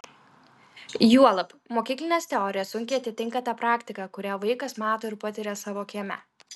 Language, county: Lithuanian, Klaipėda